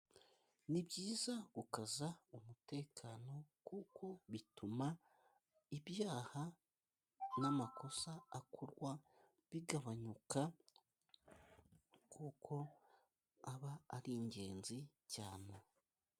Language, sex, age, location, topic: Kinyarwanda, male, 25-35, Musanze, government